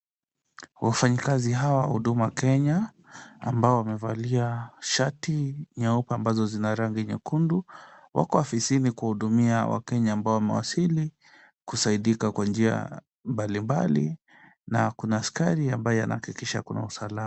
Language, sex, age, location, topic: Swahili, male, 25-35, Kisumu, government